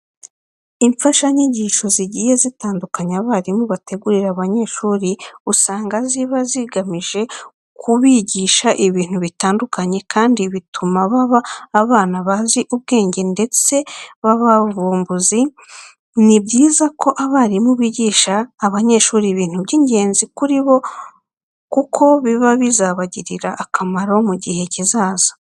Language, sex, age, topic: Kinyarwanda, female, 36-49, education